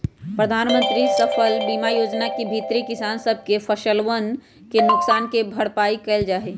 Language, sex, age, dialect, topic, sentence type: Magahi, male, 31-35, Western, agriculture, statement